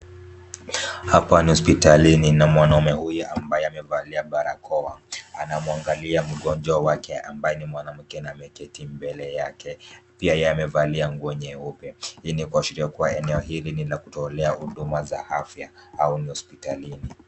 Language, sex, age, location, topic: Swahili, male, 18-24, Kisumu, health